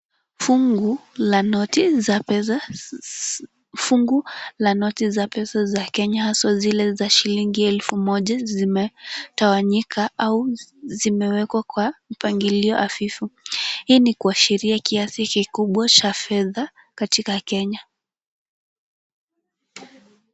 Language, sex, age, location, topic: Swahili, female, 18-24, Kisumu, finance